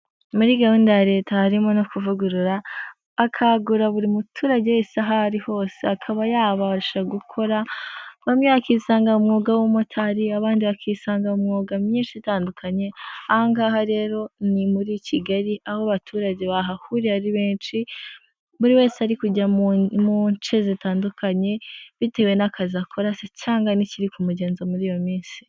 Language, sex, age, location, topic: Kinyarwanda, female, 18-24, Huye, government